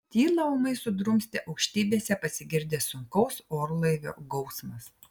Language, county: Lithuanian, Klaipėda